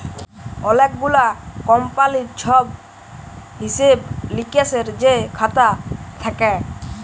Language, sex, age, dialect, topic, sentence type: Bengali, male, 18-24, Jharkhandi, banking, statement